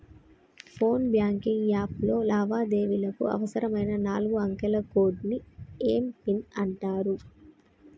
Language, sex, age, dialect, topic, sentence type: Telugu, female, 18-24, Telangana, banking, statement